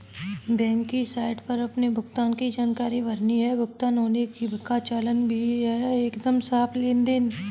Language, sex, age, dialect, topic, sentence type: Hindi, female, 18-24, Kanauji Braj Bhasha, banking, statement